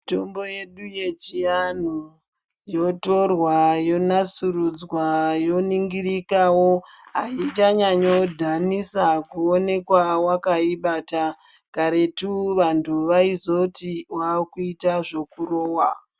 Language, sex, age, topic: Ndau, female, 36-49, health